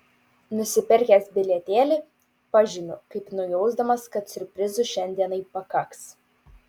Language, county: Lithuanian, Utena